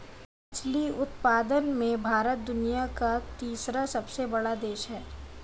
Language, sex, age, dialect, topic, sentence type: Hindi, female, 25-30, Marwari Dhudhari, agriculture, statement